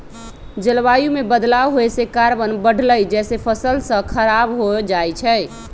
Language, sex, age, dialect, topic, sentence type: Magahi, female, 31-35, Western, agriculture, statement